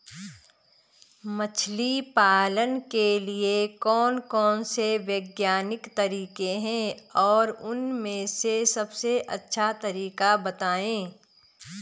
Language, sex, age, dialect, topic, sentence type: Hindi, female, 36-40, Garhwali, agriculture, question